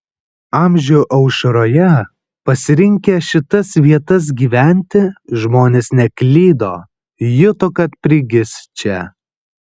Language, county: Lithuanian, Kaunas